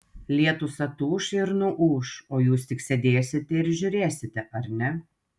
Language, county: Lithuanian, Telšiai